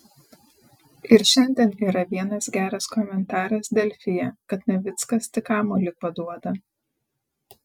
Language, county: Lithuanian, Panevėžys